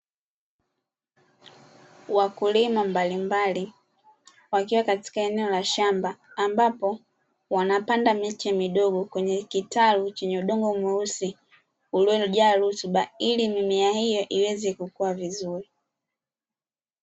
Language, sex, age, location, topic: Swahili, female, 25-35, Dar es Salaam, agriculture